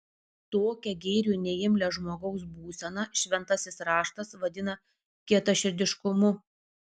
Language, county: Lithuanian, Vilnius